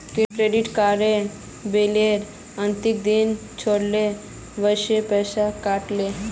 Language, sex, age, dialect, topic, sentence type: Magahi, male, 18-24, Northeastern/Surjapuri, banking, statement